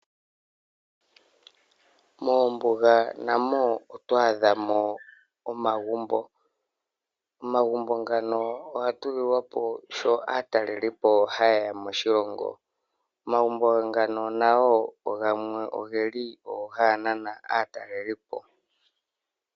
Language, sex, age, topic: Oshiwambo, male, 25-35, agriculture